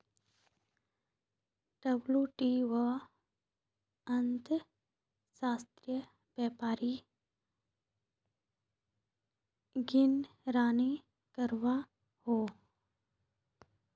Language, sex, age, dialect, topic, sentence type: Magahi, female, 18-24, Northeastern/Surjapuri, banking, statement